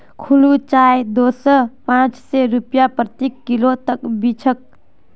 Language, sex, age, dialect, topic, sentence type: Magahi, female, 18-24, Northeastern/Surjapuri, agriculture, statement